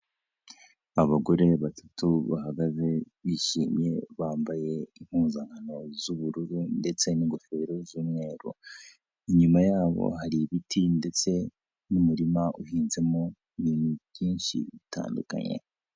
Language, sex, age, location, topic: Kinyarwanda, male, 18-24, Kigali, health